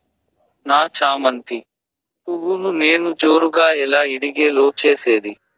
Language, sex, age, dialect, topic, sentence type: Telugu, male, 18-24, Southern, agriculture, question